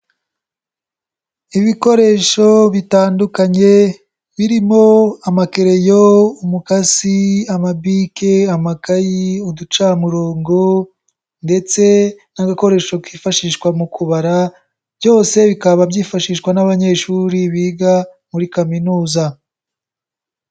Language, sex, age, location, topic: Kinyarwanda, male, 18-24, Nyagatare, education